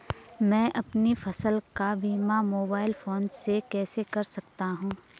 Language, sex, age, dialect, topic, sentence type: Hindi, female, 25-30, Garhwali, banking, question